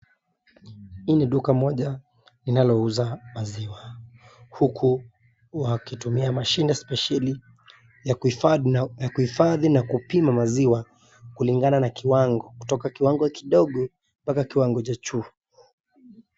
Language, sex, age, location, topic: Swahili, male, 25-35, Nakuru, agriculture